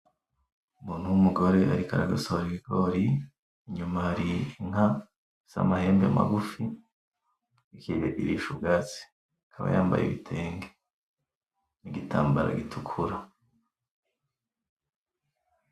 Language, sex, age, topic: Rundi, male, 25-35, agriculture